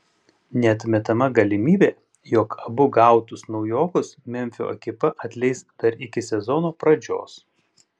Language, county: Lithuanian, Panevėžys